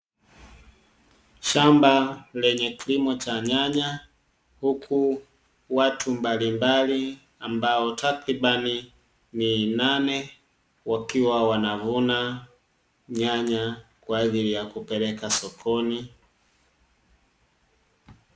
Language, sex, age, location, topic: Swahili, male, 25-35, Dar es Salaam, agriculture